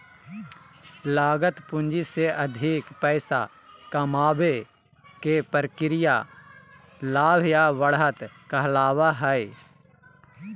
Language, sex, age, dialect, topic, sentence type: Magahi, male, 31-35, Southern, banking, statement